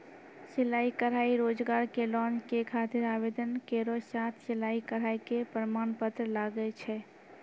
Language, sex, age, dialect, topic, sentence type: Maithili, female, 46-50, Angika, banking, question